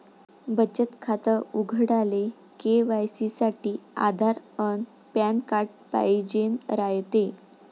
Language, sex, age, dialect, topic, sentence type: Marathi, female, 46-50, Varhadi, banking, statement